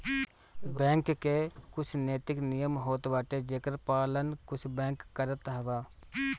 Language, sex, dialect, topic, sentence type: Bhojpuri, male, Northern, banking, statement